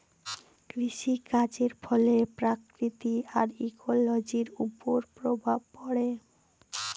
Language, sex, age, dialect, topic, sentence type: Bengali, female, 18-24, Northern/Varendri, agriculture, statement